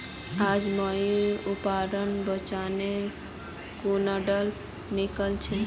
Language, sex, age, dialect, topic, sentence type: Magahi, male, 18-24, Northeastern/Surjapuri, banking, statement